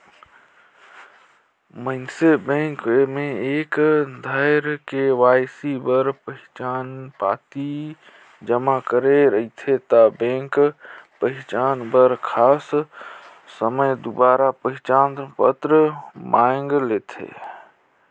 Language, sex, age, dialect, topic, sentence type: Chhattisgarhi, male, 31-35, Northern/Bhandar, banking, statement